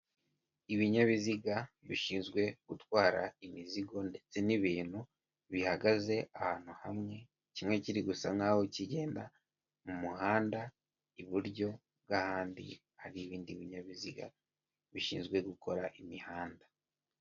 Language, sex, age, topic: Kinyarwanda, male, 18-24, finance